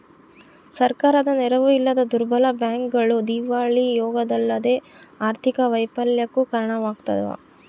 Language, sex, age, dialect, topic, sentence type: Kannada, female, 31-35, Central, banking, statement